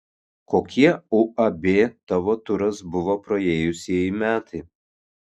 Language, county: Lithuanian, Kaunas